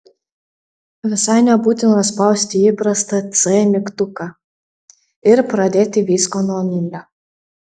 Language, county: Lithuanian, Panevėžys